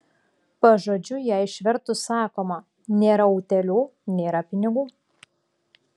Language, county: Lithuanian, Klaipėda